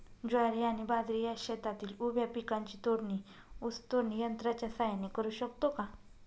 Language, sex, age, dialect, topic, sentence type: Marathi, female, 25-30, Northern Konkan, agriculture, question